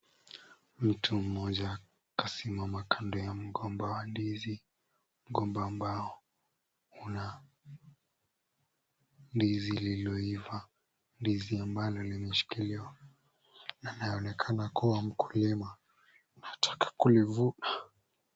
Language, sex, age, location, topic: Swahili, male, 18-24, Kisumu, agriculture